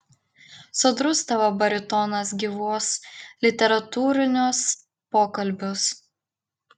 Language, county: Lithuanian, Klaipėda